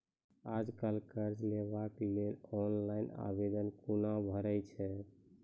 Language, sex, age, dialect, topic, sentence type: Maithili, male, 25-30, Angika, banking, question